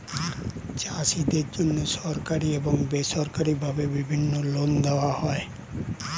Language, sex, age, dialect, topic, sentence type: Bengali, male, 60-100, Standard Colloquial, agriculture, statement